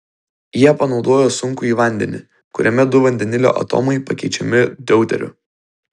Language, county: Lithuanian, Vilnius